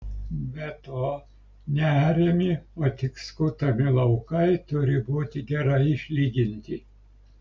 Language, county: Lithuanian, Klaipėda